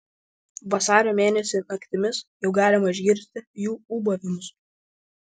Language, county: Lithuanian, Vilnius